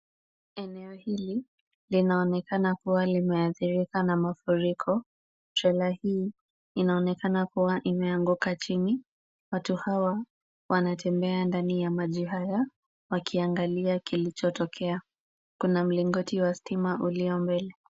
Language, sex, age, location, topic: Swahili, female, 18-24, Kisumu, health